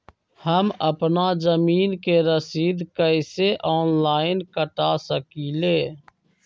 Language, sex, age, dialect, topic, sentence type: Magahi, male, 25-30, Western, banking, question